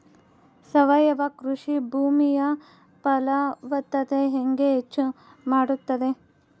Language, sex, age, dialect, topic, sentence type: Kannada, female, 18-24, Central, agriculture, question